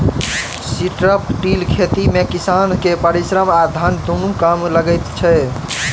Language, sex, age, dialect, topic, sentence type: Maithili, male, 18-24, Southern/Standard, agriculture, statement